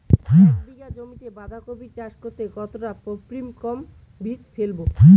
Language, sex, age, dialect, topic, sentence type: Bengali, male, 18-24, Rajbangshi, agriculture, question